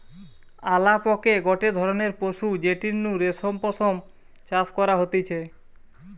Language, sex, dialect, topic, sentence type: Bengali, male, Western, agriculture, statement